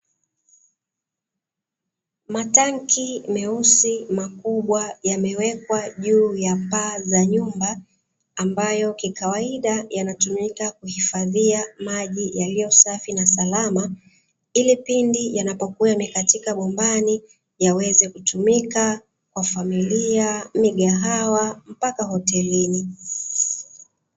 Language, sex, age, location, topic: Swahili, female, 36-49, Dar es Salaam, government